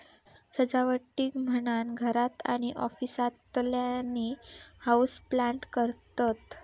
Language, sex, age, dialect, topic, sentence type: Marathi, female, 18-24, Southern Konkan, agriculture, statement